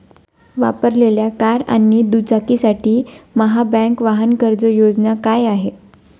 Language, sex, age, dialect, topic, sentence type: Marathi, female, 25-30, Standard Marathi, banking, question